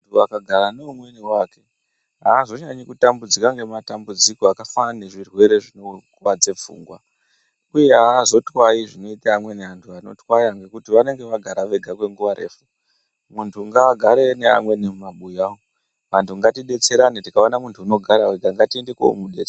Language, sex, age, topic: Ndau, female, 36-49, health